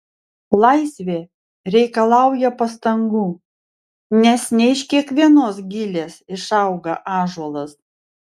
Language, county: Lithuanian, Vilnius